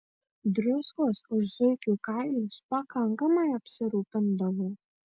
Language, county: Lithuanian, Marijampolė